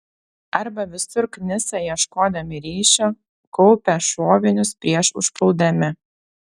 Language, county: Lithuanian, Telšiai